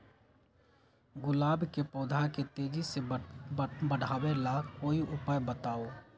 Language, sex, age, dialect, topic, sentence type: Magahi, male, 56-60, Western, agriculture, question